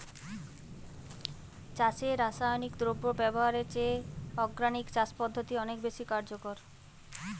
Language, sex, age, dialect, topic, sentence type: Bengali, female, 31-35, Jharkhandi, agriculture, statement